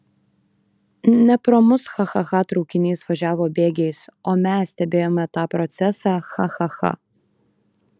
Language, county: Lithuanian, Kaunas